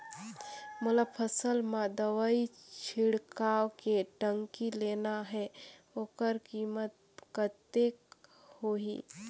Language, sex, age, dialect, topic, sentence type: Chhattisgarhi, female, 18-24, Northern/Bhandar, agriculture, question